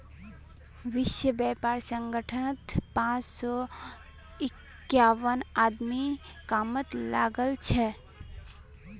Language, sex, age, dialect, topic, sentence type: Magahi, female, 18-24, Northeastern/Surjapuri, banking, statement